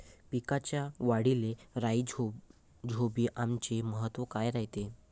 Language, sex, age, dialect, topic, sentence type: Marathi, male, 18-24, Varhadi, agriculture, question